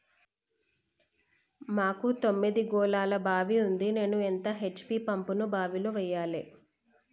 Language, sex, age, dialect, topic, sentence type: Telugu, female, 25-30, Telangana, agriculture, question